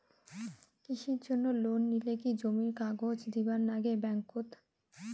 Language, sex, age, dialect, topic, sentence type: Bengali, female, 18-24, Rajbangshi, banking, question